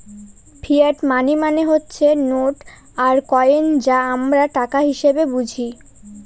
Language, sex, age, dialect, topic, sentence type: Bengali, female, 18-24, Northern/Varendri, banking, statement